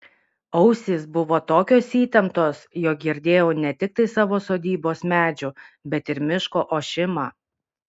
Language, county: Lithuanian, Kaunas